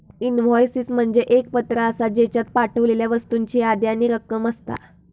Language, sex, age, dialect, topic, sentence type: Marathi, female, 25-30, Southern Konkan, banking, statement